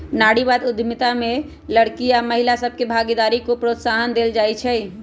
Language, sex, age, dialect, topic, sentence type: Magahi, female, 25-30, Western, banking, statement